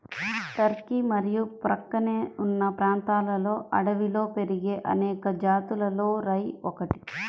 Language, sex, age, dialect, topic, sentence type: Telugu, female, 25-30, Central/Coastal, agriculture, statement